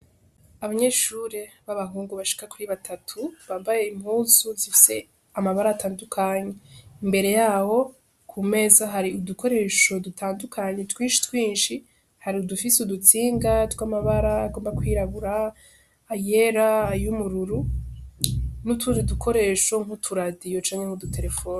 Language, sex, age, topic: Rundi, female, 18-24, education